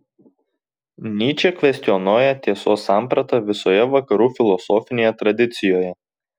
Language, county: Lithuanian, Tauragė